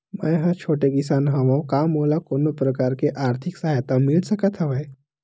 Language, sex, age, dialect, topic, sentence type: Chhattisgarhi, male, 18-24, Western/Budati/Khatahi, agriculture, question